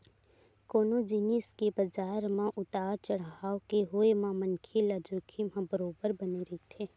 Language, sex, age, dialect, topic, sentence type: Chhattisgarhi, female, 18-24, Western/Budati/Khatahi, banking, statement